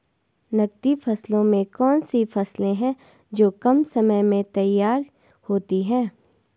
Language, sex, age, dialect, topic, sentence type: Hindi, female, 18-24, Garhwali, agriculture, question